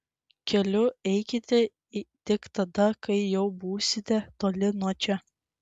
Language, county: Lithuanian, Klaipėda